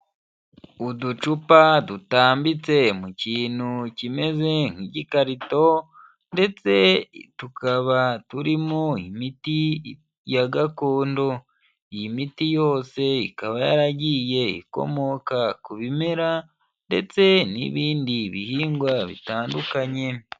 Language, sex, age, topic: Kinyarwanda, male, 18-24, health